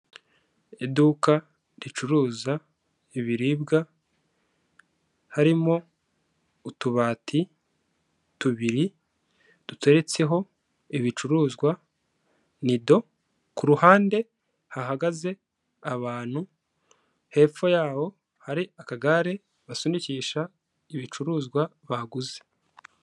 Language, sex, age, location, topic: Kinyarwanda, male, 25-35, Kigali, finance